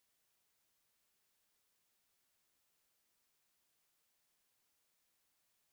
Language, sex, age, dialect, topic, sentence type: Magahi, male, 31-35, Central/Standard, agriculture, statement